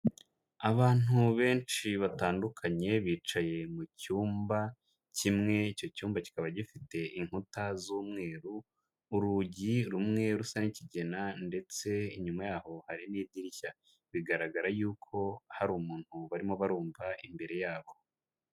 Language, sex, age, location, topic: Kinyarwanda, male, 25-35, Huye, health